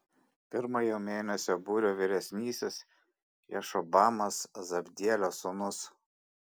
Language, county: Lithuanian, Šiauliai